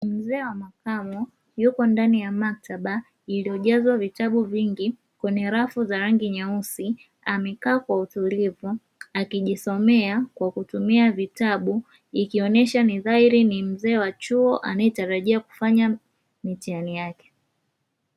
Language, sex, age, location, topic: Swahili, female, 25-35, Dar es Salaam, education